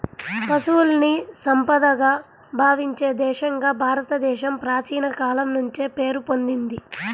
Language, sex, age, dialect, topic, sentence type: Telugu, female, 46-50, Central/Coastal, agriculture, statement